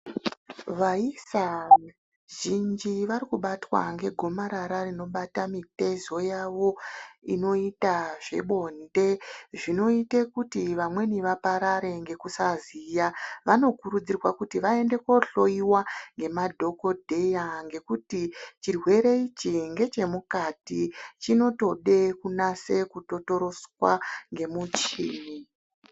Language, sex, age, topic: Ndau, female, 36-49, health